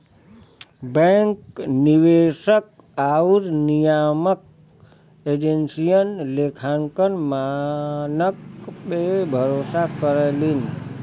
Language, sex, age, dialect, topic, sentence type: Bhojpuri, male, 25-30, Western, banking, statement